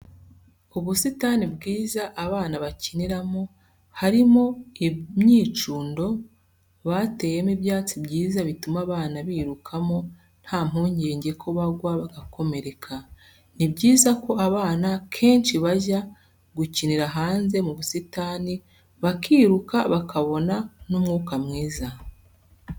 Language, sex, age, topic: Kinyarwanda, female, 36-49, education